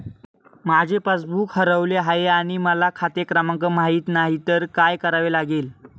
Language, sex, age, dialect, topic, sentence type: Marathi, male, 18-24, Standard Marathi, banking, question